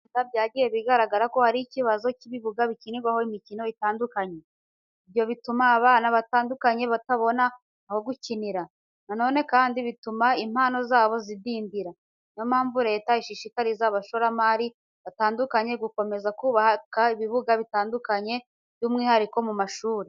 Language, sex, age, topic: Kinyarwanda, female, 18-24, education